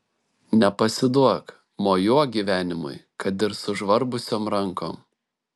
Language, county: Lithuanian, Šiauliai